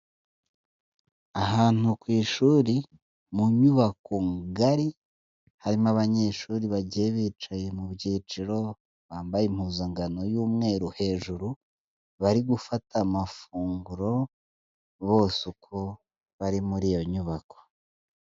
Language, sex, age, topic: Kinyarwanda, male, 25-35, education